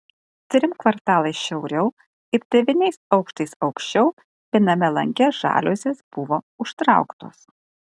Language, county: Lithuanian, Kaunas